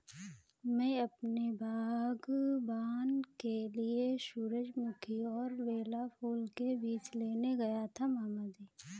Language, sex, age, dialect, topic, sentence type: Hindi, female, 18-24, Kanauji Braj Bhasha, agriculture, statement